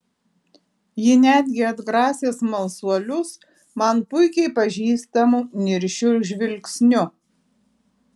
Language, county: Lithuanian, Alytus